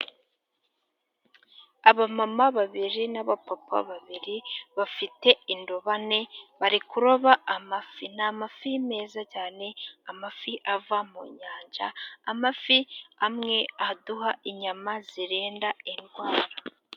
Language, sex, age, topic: Kinyarwanda, female, 18-24, agriculture